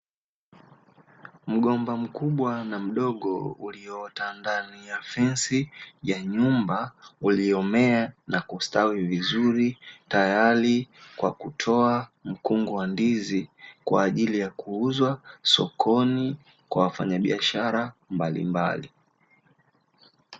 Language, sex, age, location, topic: Swahili, male, 18-24, Dar es Salaam, agriculture